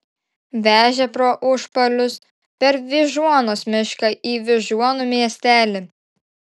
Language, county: Lithuanian, Šiauliai